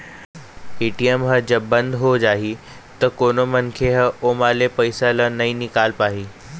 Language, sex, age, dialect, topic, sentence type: Chhattisgarhi, male, 46-50, Eastern, banking, statement